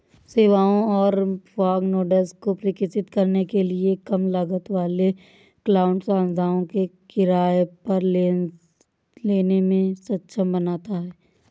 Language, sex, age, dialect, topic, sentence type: Hindi, female, 31-35, Awadhi Bundeli, agriculture, statement